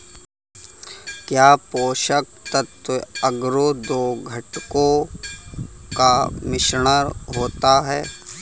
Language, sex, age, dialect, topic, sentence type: Hindi, male, 18-24, Kanauji Braj Bhasha, agriculture, statement